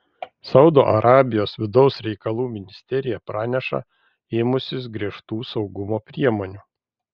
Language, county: Lithuanian, Vilnius